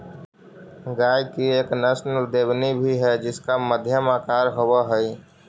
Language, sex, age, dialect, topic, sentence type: Magahi, male, 18-24, Central/Standard, agriculture, statement